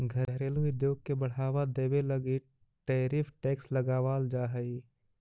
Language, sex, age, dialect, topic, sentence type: Magahi, male, 25-30, Central/Standard, banking, statement